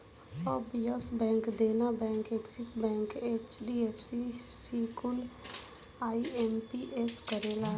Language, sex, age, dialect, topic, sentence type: Bhojpuri, female, 18-24, Southern / Standard, banking, statement